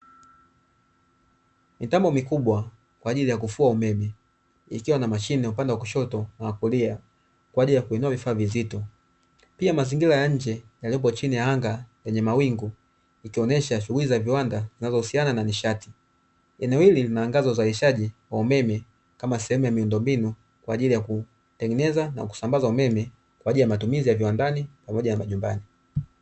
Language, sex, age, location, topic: Swahili, male, 25-35, Dar es Salaam, government